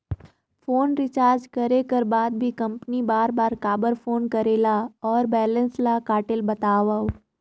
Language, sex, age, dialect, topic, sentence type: Chhattisgarhi, female, 31-35, Northern/Bhandar, banking, question